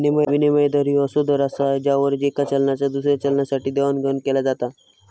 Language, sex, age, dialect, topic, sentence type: Marathi, male, 18-24, Southern Konkan, banking, statement